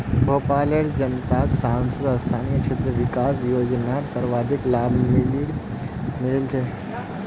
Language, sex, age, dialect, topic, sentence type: Magahi, male, 25-30, Northeastern/Surjapuri, banking, statement